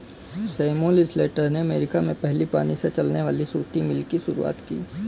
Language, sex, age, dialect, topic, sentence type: Hindi, male, 18-24, Kanauji Braj Bhasha, agriculture, statement